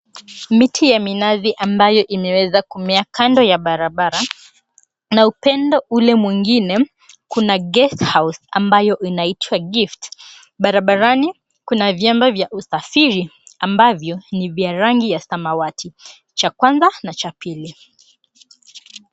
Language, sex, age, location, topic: Swahili, female, 18-24, Mombasa, government